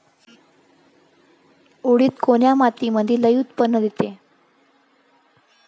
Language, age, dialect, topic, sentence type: Marathi, 25-30, Varhadi, agriculture, question